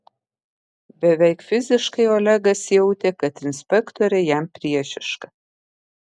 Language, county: Lithuanian, Kaunas